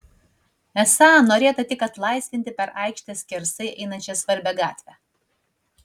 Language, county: Lithuanian, Vilnius